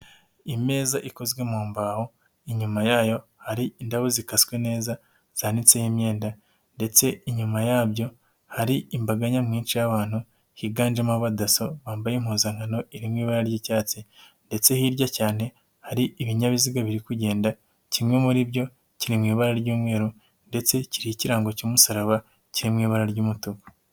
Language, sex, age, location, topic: Kinyarwanda, male, 18-24, Nyagatare, health